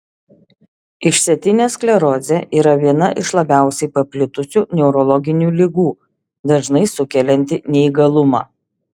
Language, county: Lithuanian, Šiauliai